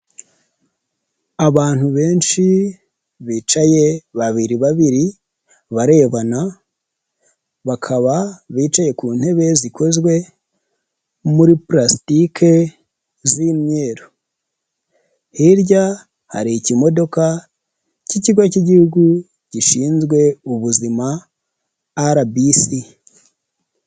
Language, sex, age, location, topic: Kinyarwanda, male, 25-35, Huye, health